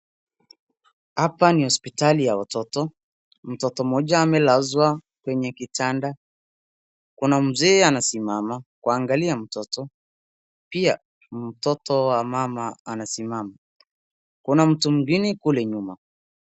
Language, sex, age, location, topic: Swahili, male, 36-49, Wajir, health